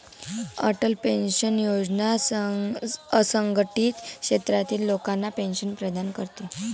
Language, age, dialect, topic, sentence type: Marathi, <18, Varhadi, banking, statement